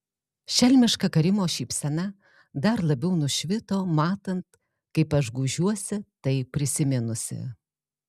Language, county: Lithuanian, Alytus